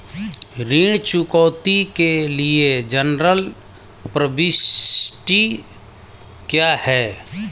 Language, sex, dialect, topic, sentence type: Hindi, male, Hindustani Malvi Khadi Boli, banking, question